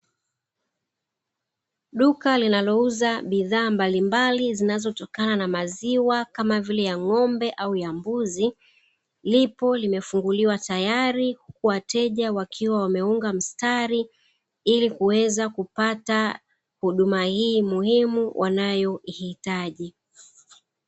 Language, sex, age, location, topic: Swahili, female, 36-49, Dar es Salaam, finance